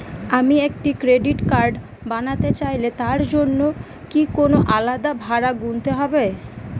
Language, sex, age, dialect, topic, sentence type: Bengali, female, 18-24, Northern/Varendri, banking, question